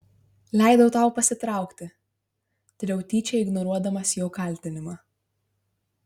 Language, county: Lithuanian, Marijampolė